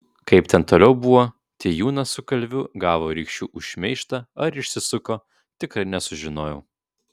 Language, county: Lithuanian, Vilnius